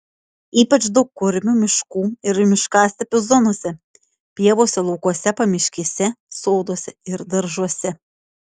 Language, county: Lithuanian, Šiauliai